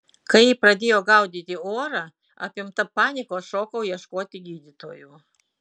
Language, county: Lithuanian, Utena